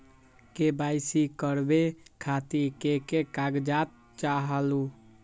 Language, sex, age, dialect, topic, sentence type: Magahi, male, 18-24, Western, banking, question